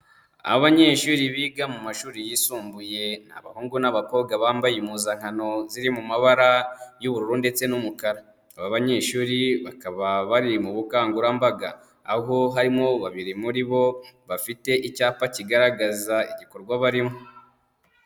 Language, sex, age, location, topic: Kinyarwanda, male, 25-35, Kigali, education